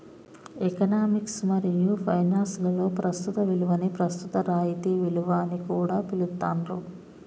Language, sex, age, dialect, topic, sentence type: Telugu, male, 25-30, Telangana, banking, statement